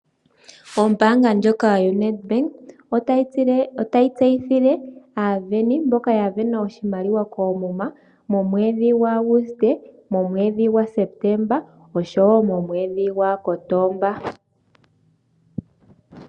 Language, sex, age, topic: Oshiwambo, female, 18-24, finance